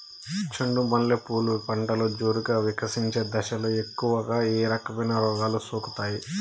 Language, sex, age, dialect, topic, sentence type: Telugu, male, 31-35, Southern, agriculture, question